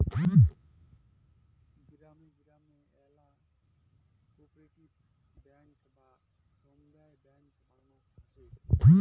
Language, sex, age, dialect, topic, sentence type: Bengali, male, 18-24, Rajbangshi, banking, statement